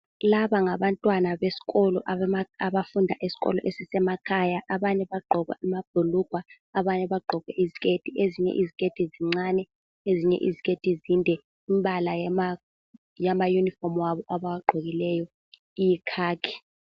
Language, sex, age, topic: North Ndebele, female, 18-24, education